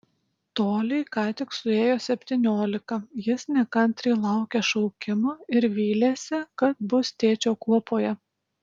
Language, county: Lithuanian, Utena